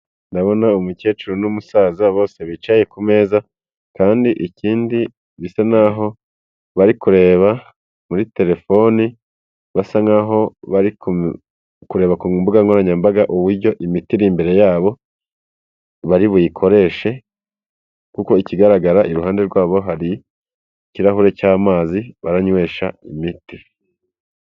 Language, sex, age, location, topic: Kinyarwanda, male, 25-35, Kigali, health